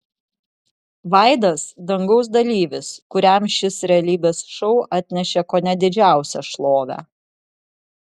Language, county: Lithuanian, Vilnius